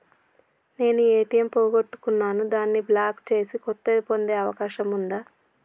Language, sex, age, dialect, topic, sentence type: Telugu, male, 31-35, Telangana, banking, question